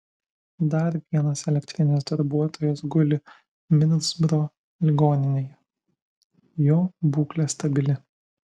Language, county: Lithuanian, Vilnius